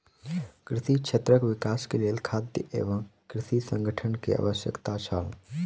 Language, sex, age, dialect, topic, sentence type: Maithili, male, 18-24, Southern/Standard, agriculture, statement